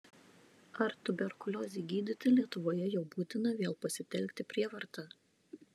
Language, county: Lithuanian, Šiauliai